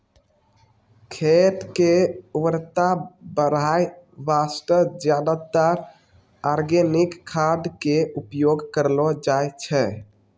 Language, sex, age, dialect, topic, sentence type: Maithili, male, 18-24, Angika, agriculture, statement